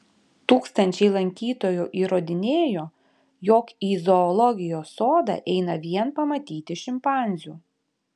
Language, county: Lithuanian, Panevėžys